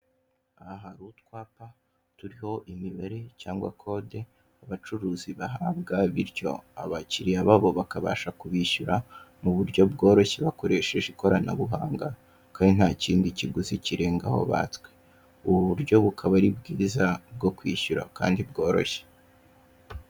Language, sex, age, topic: Kinyarwanda, male, 18-24, finance